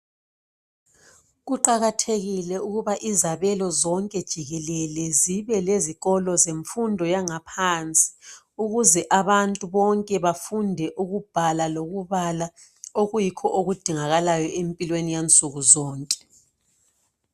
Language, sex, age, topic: North Ndebele, female, 36-49, education